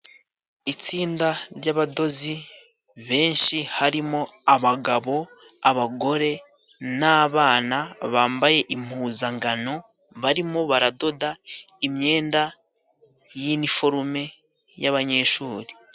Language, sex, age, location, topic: Kinyarwanda, male, 18-24, Musanze, education